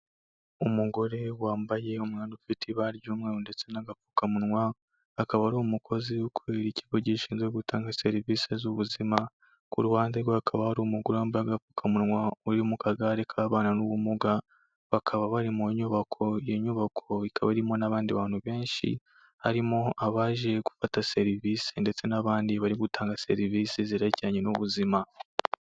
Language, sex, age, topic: Kinyarwanda, male, 18-24, health